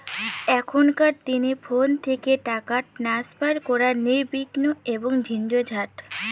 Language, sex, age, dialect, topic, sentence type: Bengali, female, 18-24, Rajbangshi, banking, question